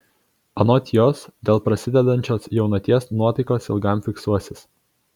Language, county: Lithuanian, Kaunas